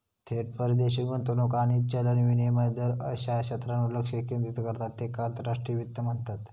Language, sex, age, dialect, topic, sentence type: Marathi, male, 18-24, Southern Konkan, banking, statement